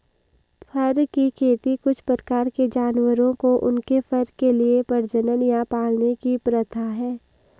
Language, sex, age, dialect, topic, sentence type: Hindi, female, 18-24, Marwari Dhudhari, agriculture, statement